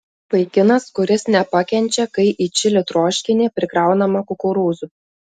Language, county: Lithuanian, Klaipėda